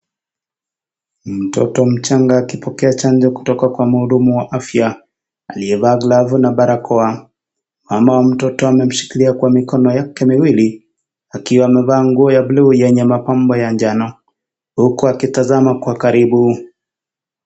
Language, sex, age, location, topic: Swahili, male, 25-35, Kisii, health